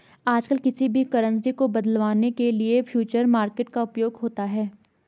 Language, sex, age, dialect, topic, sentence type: Hindi, female, 18-24, Garhwali, banking, statement